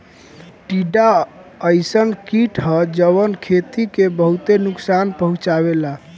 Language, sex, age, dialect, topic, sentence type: Bhojpuri, male, 18-24, Northern, agriculture, statement